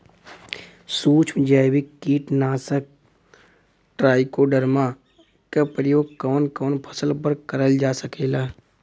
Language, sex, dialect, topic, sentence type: Bhojpuri, male, Western, agriculture, question